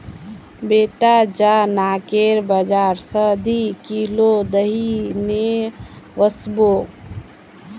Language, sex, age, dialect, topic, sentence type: Magahi, female, 25-30, Northeastern/Surjapuri, agriculture, statement